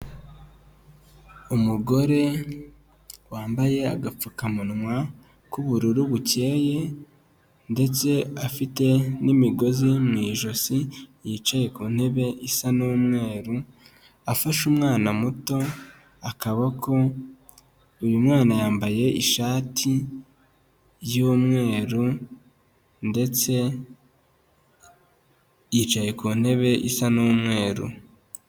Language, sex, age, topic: Kinyarwanda, male, 18-24, health